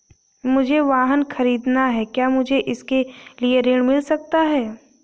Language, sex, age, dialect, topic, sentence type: Hindi, female, 18-24, Awadhi Bundeli, banking, question